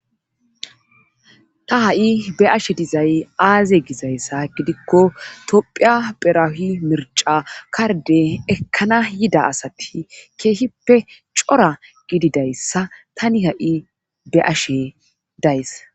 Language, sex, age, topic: Gamo, female, 25-35, government